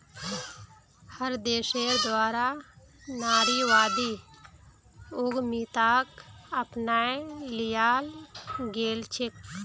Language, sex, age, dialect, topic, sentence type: Magahi, female, 25-30, Northeastern/Surjapuri, banking, statement